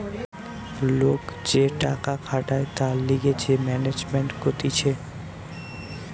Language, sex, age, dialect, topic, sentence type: Bengali, male, 18-24, Western, banking, statement